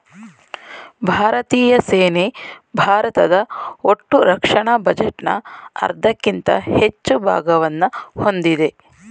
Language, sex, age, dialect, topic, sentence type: Kannada, female, 31-35, Mysore Kannada, banking, statement